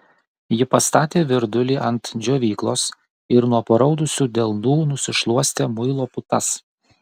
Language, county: Lithuanian, Kaunas